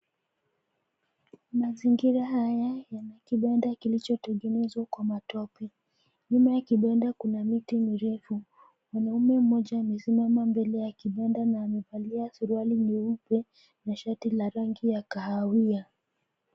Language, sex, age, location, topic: Swahili, female, 25-35, Nairobi, government